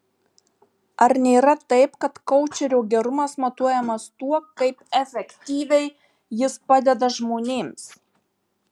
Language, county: Lithuanian, Marijampolė